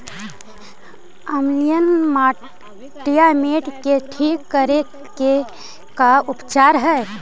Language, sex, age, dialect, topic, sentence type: Magahi, female, 51-55, Central/Standard, agriculture, question